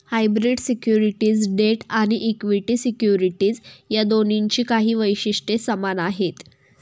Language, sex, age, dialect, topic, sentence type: Marathi, female, 18-24, Northern Konkan, banking, statement